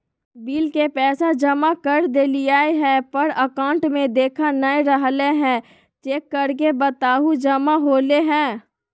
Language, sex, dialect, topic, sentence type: Magahi, female, Southern, banking, question